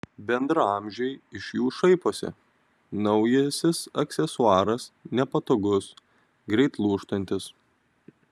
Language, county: Lithuanian, Vilnius